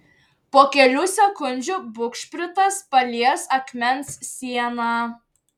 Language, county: Lithuanian, Šiauliai